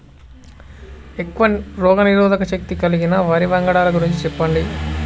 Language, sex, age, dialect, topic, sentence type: Telugu, male, 18-24, Telangana, agriculture, question